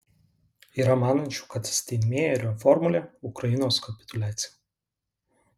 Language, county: Lithuanian, Alytus